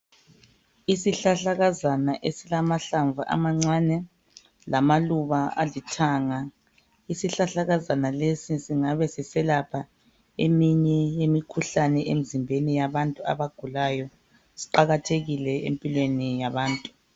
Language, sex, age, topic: North Ndebele, male, 36-49, health